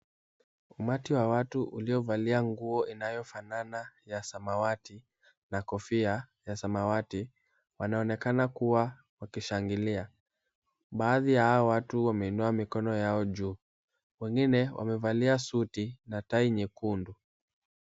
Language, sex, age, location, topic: Swahili, male, 18-24, Kisumu, government